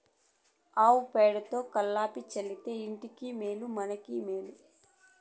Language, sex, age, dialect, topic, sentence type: Telugu, female, 25-30, Southern, agriculture, statement